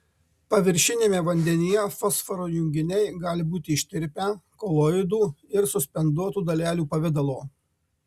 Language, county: Lithuanian, Marijampolė